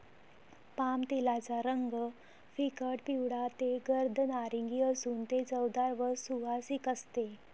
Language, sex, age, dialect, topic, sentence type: Marathi, female, 25-30, Varhadi, agriculture, statement